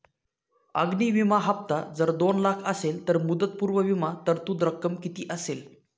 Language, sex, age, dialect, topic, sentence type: Marathi, male, 18-24, Northern Konkan, banking, question